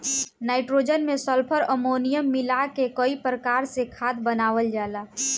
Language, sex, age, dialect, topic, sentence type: Bhojpuri, female, 18-24, Northern, agriculture, statement